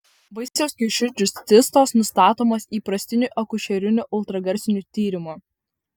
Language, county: Lithuanian, Vilnius